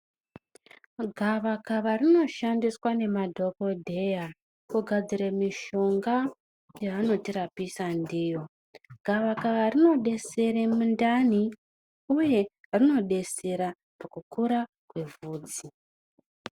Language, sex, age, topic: Ndau, female, 25-35, health